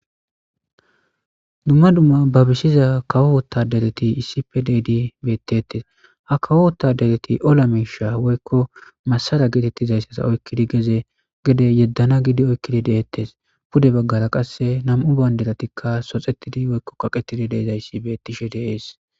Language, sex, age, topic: Gamo, male, 18-24, government